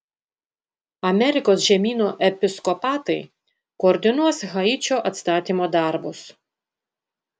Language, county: Lithuanian, Panevėžys